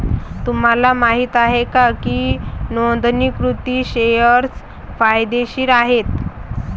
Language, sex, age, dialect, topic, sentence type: Marathi, male, 31-35, Varhadi, banking, statement